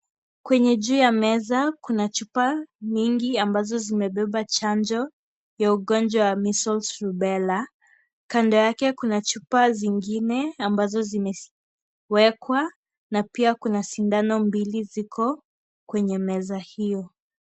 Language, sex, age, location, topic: Swahili, female, 25-35, Kisii, health